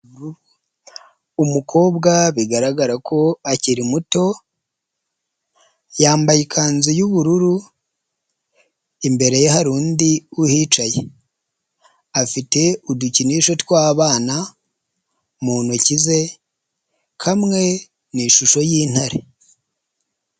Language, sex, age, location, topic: Kinyarwanda, male, 25-35, Huye, health